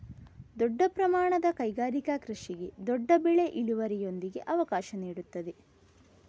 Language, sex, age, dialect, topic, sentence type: Kannada, female, 31-35, Coastal/Dakshin, agriculture, statement